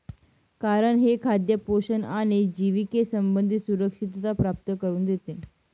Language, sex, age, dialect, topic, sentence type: Marathi, female, 18-24, Northern Konkan, agriculture, statement